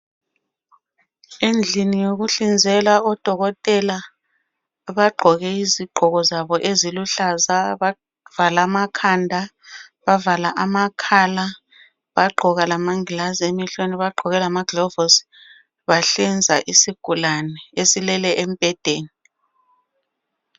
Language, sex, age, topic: North Ndebele, female, 36-49, health